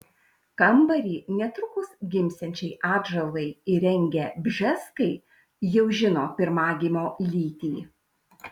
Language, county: Lithuanian, Šiauliai